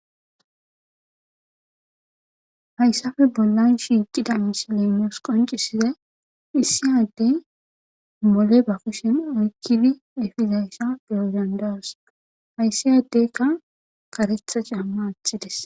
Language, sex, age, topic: Gamo, female, 18-24, government